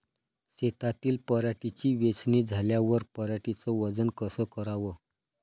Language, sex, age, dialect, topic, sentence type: Marathi, male, 31-35, Varhadi, agriculture, question